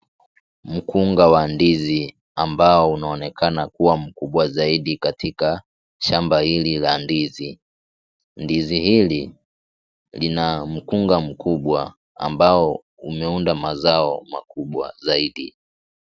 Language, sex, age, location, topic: Swahili, male, 18-24, Kisii, agriculture